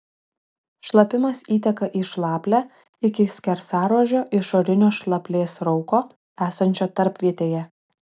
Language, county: Lithuanian, Šiauliai